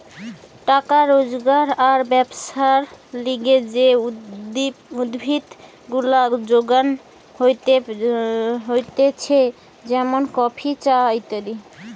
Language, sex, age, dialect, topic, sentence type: Bengali, female, 25-30, Western, agriculture, statement